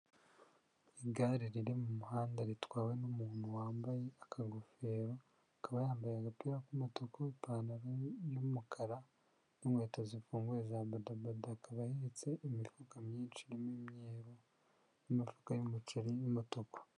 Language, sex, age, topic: Kinyarwanda, male, 25-35, government